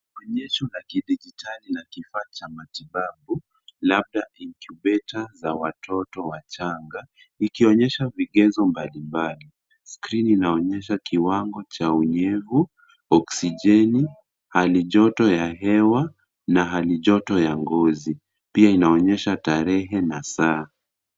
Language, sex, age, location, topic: Swahili, male, 18-24, Nairobi, health